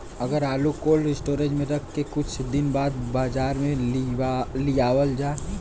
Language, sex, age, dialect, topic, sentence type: Bhojpuri, male, 18-24, Western, agriculture, question